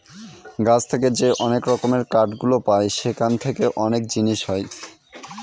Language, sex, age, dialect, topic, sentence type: Bengali, male, 25-30, Northern/Varendri, agriculture, statement